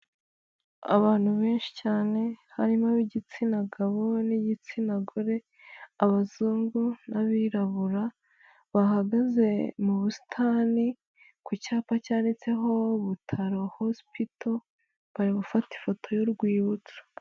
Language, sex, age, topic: Kinyarwanda, female, 18-24, health